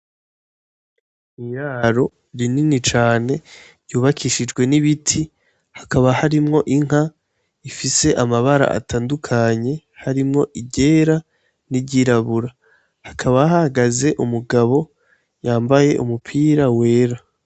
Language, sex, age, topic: Rundi, female, 18-24, agriculture